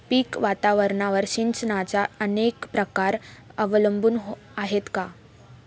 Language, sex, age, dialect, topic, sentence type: Marathi, female, 18-24, Standard Marathi, agriculture, question